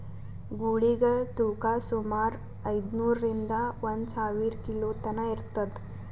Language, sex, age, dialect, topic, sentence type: Kannada, female, 18-24, Northeastern, agriculture, statement